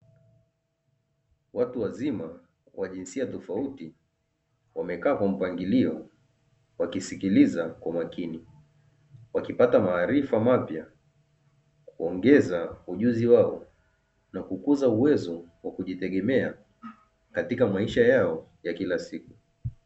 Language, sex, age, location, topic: Swahili, male, 25-35, Dar es Salaam, education